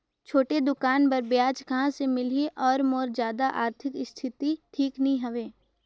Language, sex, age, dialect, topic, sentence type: Chhattisgarhi, female, 18-24, Northern/Bhandar, banking, question